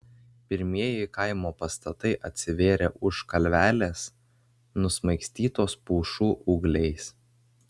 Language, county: Lithuanian, Vilnius